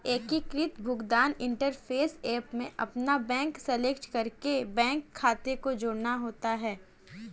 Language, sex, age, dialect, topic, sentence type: Hindi, female, 18-24, Kanauji Braj Bhasha, banking, statement